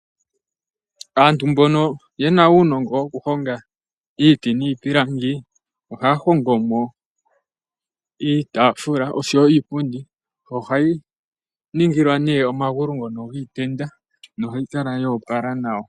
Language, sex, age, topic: Oshiwambo, male, 18-24, finance